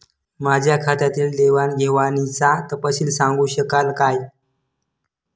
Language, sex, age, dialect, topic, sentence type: Marathi, male, 18-24, Standard Marathi, banking, question